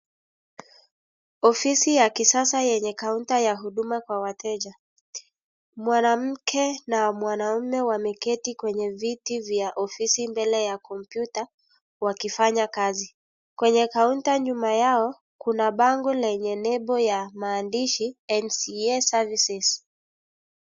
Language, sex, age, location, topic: Swahili, male, 25-35, Kisii, government